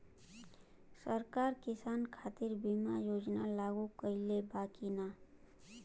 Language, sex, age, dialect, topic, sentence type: Bhojpuri, female, 25-30, Western, agriculture, question